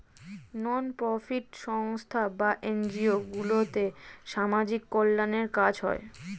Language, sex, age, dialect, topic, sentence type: Bengali, female, 25-30, Standard Colloquial, banking, statement